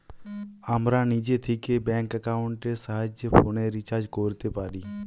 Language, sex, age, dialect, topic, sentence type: Bengali, male, 18-24, Western, banking, statement